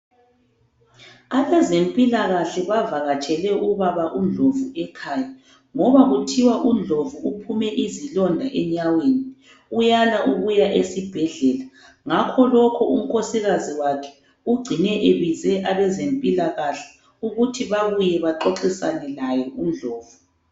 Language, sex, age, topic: North Ndebele, female, 25-35, health